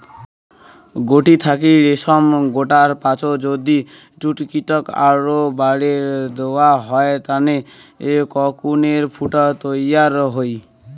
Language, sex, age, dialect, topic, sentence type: Bengali, male, <18, Rajbangshi, agriculture, statement